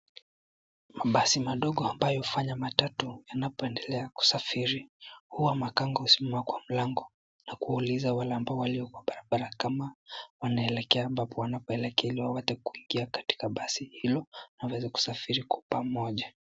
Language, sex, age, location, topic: Swahili, male, 18-24, Nairobi, government